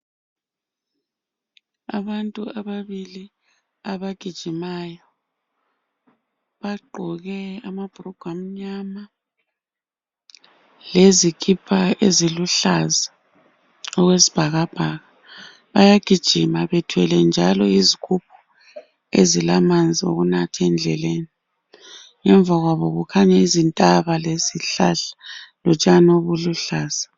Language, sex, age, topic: North Ndebele, female, 36-49, health